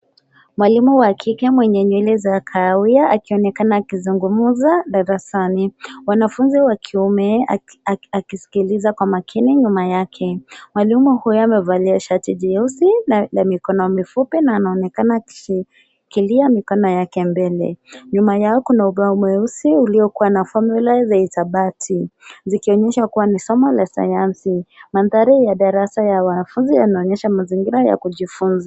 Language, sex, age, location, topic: Swahili, female, 18-24, Nairobi, education